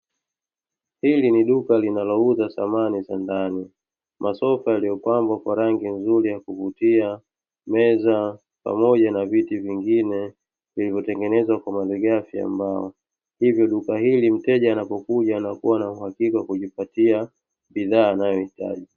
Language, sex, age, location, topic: Swahili, male, 25-35, Dar es Salaam, finance